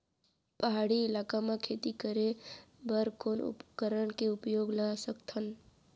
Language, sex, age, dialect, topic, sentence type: Chhattisgarhi, female, 18-24, Central, agriculture, question